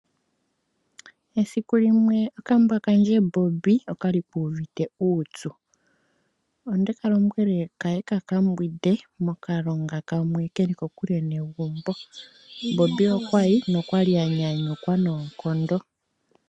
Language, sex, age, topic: Oshiwambo, female, 25-35, agriculture